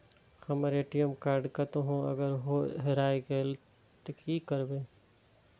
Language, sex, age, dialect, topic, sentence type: Maithili, male, 36-40, Eastern / Thethi, banking, question